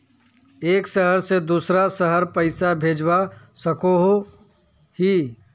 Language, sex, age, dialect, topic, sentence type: Magahi, male, 41-45, Northeastern/Surjapuri, banking, question